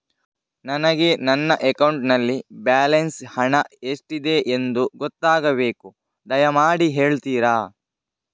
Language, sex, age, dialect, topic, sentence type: Kannada, male, 51-55, Coastal/Dakshin, banking, question